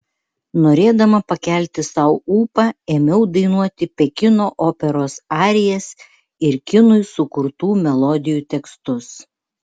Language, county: Lithuanian, Vilnius